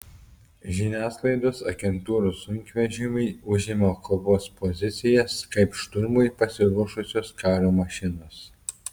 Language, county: Lithuanian, Telšiai